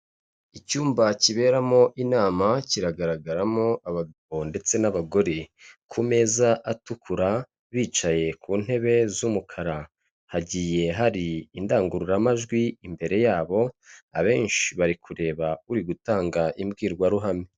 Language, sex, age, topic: Kinyarwanda, male, 25-35, government